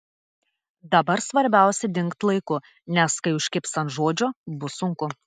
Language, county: Lithuanian, Telšiai